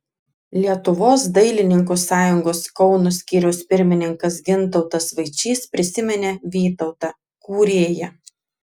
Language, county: Lithuanian, Klaipėda